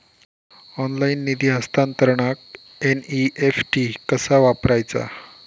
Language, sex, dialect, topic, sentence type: Marathi, male, Southern Konkan, banking, question